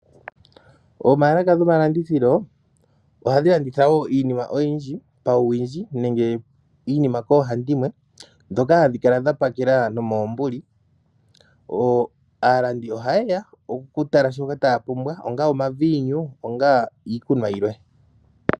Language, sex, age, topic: Oshiwambo, male, 25-35, finance